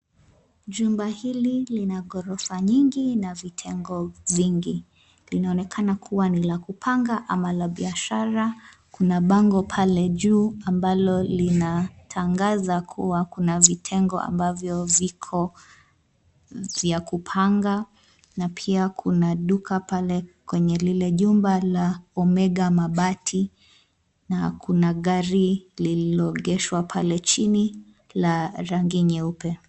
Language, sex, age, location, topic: Swahili, female, 25-35, Nairobi, finance